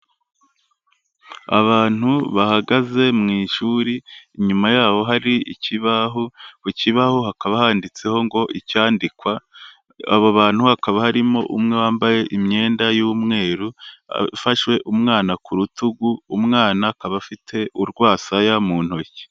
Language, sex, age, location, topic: Kinyarwanda, male, 25-35, Kigali, health